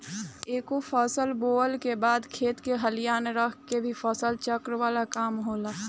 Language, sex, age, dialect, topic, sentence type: Bhojpuri, female, 18-24, Southern / Standard, agriculture, statement